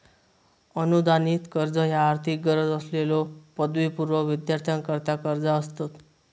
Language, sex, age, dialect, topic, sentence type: Marathi, male, 18-24, Southern Konkan, banking, statement